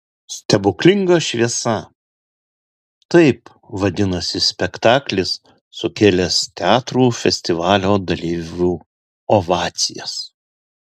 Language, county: Lithuanian, Alytus